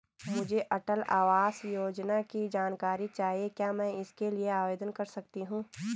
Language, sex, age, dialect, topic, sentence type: Hindi, female, 25-30, Garhwali, banking, question